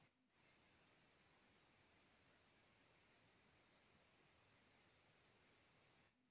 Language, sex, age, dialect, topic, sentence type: Bhojpuri, male, 18-24, Western, banking, statement